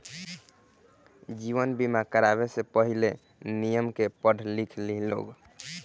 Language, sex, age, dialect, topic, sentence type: Bhojpuri, male, 18-24, Southern / Standard, banking, statement